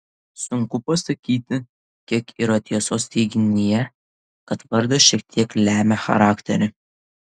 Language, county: Lithuanian, Vilnius